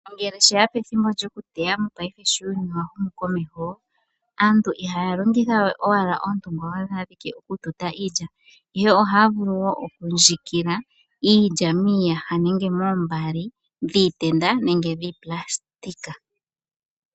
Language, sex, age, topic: Oshiwambo, female, 18-24, agriculture